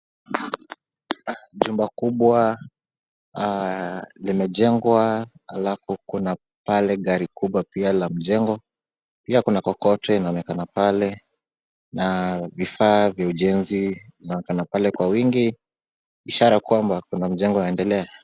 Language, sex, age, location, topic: Swahili, male, 25-35, Kisumu, government